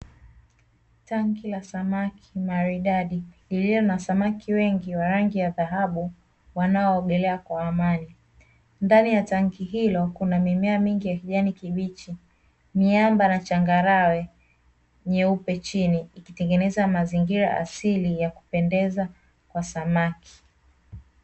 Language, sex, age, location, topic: Swahili, female, 25-35, Dar es Salaam, agriculture